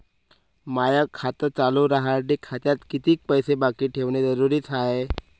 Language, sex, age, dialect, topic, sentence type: Marathi, male, 25-30, Varhadi, banking, question